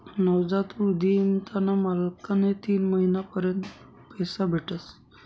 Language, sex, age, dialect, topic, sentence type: Marathi, male, 56-60, Northern Konkan, banking, statement